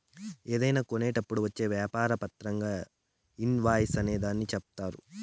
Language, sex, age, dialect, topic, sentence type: Telugu, male, 18-24, Southern, banking, statement